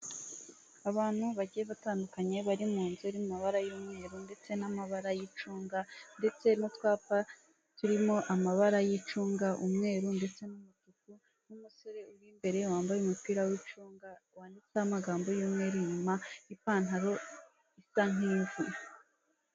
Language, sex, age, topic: Kinyarwanda, female, 18-24, finance